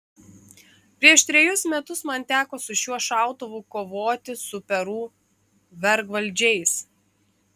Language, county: Lithuanian, Klaipėda